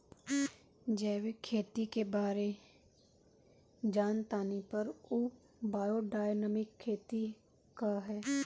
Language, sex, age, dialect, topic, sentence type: Bhojpuri, female, 25-30, Northern, agriculture, question